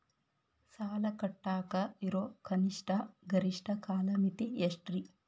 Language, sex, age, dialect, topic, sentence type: Kannada, female, 18-24, Dharwad Kannada, banking, question